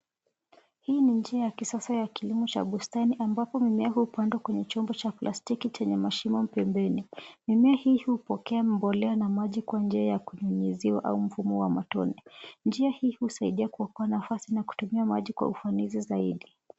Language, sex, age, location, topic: Swahili, female, 25-35, Nairobi, agriculture